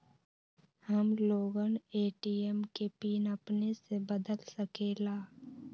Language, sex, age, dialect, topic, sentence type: Magahi, female, 18-24, Western, banking, question